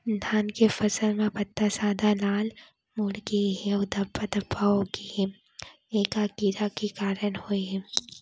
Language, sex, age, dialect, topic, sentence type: Chhattisgarhi, female, 18-24, Central, agriculture, question